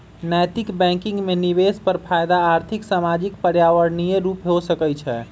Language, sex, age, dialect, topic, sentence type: Magahi, male, 25-30, Western, banking, statement